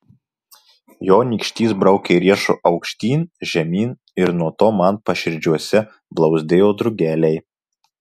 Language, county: Lithuanian, Marijampolė